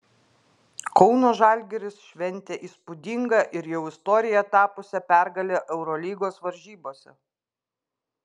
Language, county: Lithuanian, Klaipėda